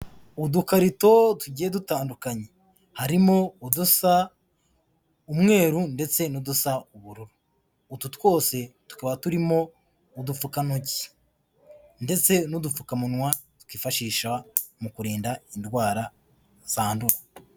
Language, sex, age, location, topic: Kinyarwanda, male, 18-24, Kigali, health